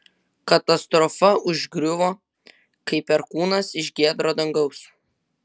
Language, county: Lithuanian, Vilnius